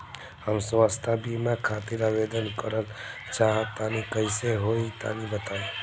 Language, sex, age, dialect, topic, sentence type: Bhojpuri, male, <18, Northern, banking, question